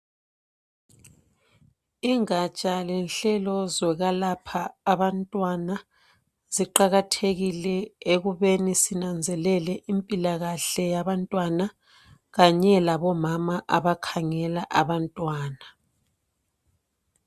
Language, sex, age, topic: North Ndebele, female, 36-49, health